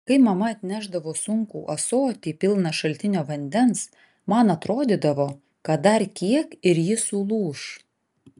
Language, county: Lithuanian, Vilnius